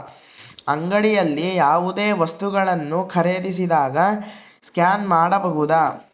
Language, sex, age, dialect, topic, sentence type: Kannada, male, 60-100, Central, banking, question